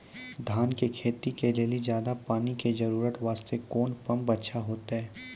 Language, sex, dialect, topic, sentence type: Maithili, male, Angika, agriculture, question